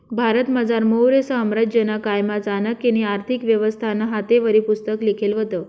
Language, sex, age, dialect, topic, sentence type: Marathi, male, 18-24, Northern Konkan, banking, statement